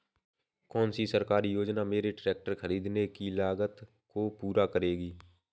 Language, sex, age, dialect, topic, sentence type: Hindi, male, 18-24, Awadhi Bundeli, agriculture, question